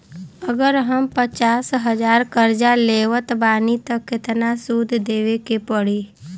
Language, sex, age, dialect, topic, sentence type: Bhojpuri, female, 25-30, Southern / Standard, banking, question